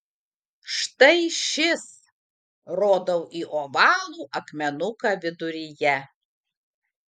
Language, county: Lithuanian, Kaunas